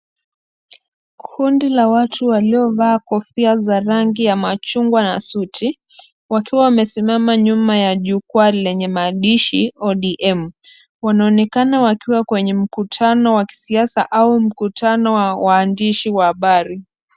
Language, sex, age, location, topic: Swahili, female, 25-35, Kisumu, government